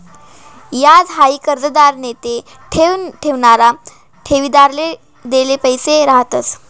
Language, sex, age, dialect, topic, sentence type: Marathi, male, 18-24, Northern Konkan, banking, statement